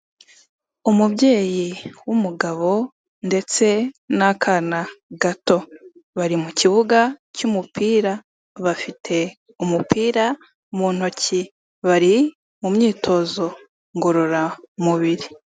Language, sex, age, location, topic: Kinyarwanda, female, 18-24, Kigali, health